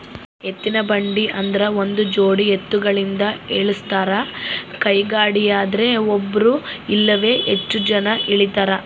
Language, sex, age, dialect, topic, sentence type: Kannada, female, 25-30, Central, agriculture, statement